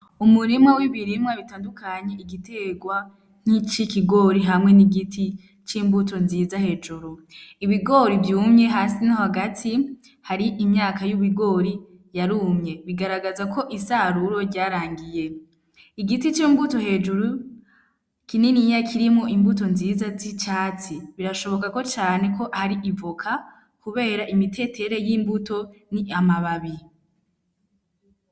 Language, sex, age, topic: Rundi, female, 18-24, agriculture